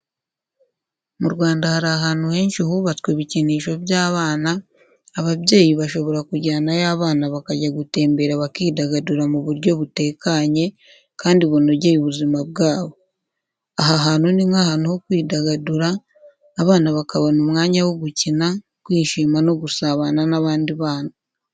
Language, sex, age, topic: Kinyarwanda, female, 25-35, education